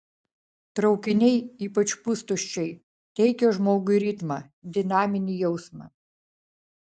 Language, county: Lithuanian, Vilnius